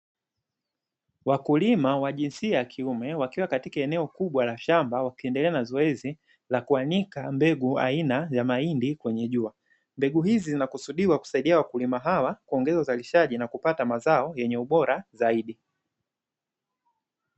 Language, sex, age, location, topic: Swahili, male, 25-35, Dar es Salaam, agriculture